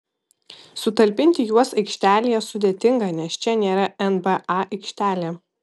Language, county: Lithuanian, Vilnius